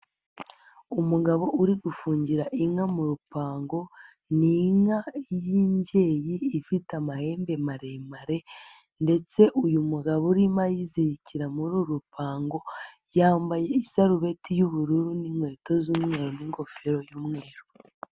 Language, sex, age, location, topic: Kinyarwanda, female, 18-24, Nyagatare, agriculture